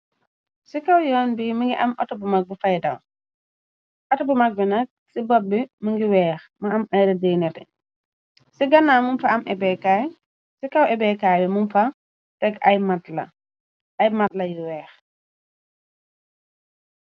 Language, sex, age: Wolof, female, 25-35